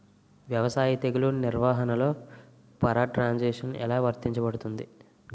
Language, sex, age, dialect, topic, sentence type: Telugu, male, 18-24, Utterandhra, agriculture, question